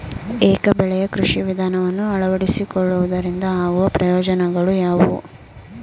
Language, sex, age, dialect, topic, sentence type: Kannada, female, 25-30, Mysore Kannada, agriculture, question